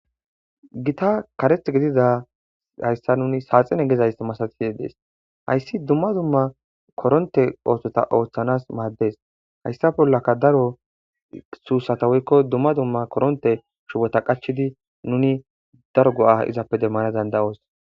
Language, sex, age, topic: Gamo, female, 25-35, government